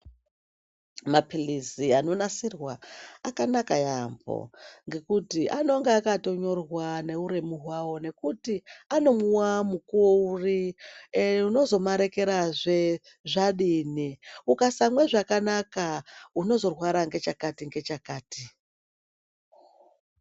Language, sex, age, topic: Ndau, male, 18-24, health